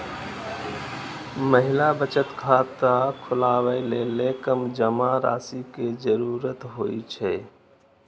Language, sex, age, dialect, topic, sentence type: Maithili, male, 18-24, Eastern / Thethi, banking, statement